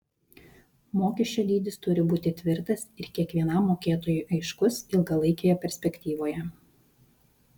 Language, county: Lithuanian, Vilnius